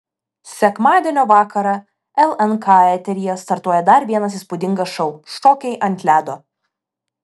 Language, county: Lithuanian, Vilnius